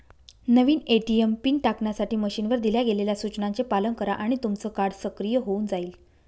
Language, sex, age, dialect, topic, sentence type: Marathi, female, 31-35, Northern Konkan, banking, statement